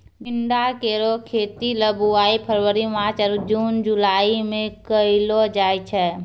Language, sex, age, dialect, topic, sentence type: Maithili, female, 31-35, Angika, agriculture, statement